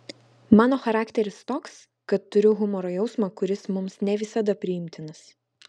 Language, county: Lithuanian, Vilnius